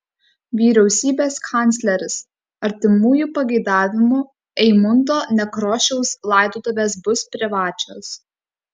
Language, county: Lithuanian, Kaunas